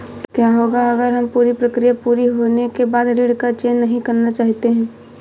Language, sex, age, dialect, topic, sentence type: Hindi, female, 18-24, Awadhi Bundeli, banking, question